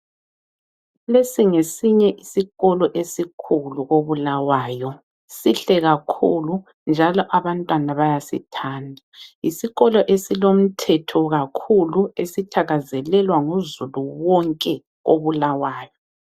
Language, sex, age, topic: North Ndebele, female, 25-35, education